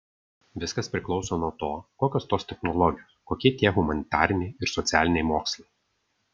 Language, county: Lithuanian, Vilnius